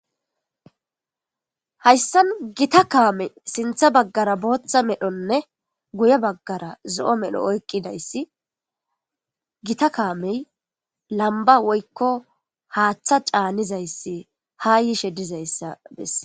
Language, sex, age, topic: Gamo, female, 18-24, government